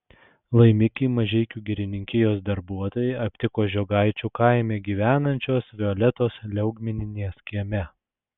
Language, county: Lithuanian, Alytus